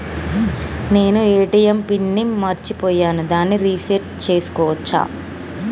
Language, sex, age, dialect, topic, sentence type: Telugu, female, 25-30, Telangana, banking, question